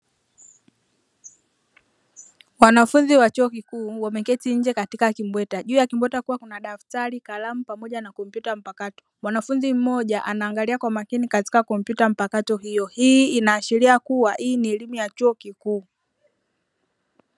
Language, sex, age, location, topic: Swahili, female, 25-35, Dar es Salaam, education